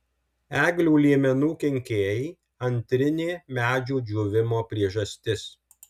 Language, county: Lithuanian, Alytus